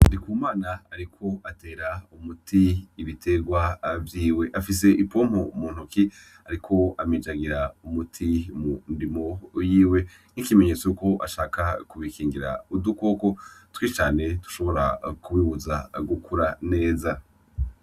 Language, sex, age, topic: Rundi, male, 25-35, agriculture